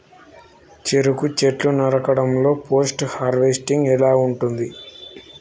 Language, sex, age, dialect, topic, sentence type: Telugu, male, 18-24, Telangana, agriculture, question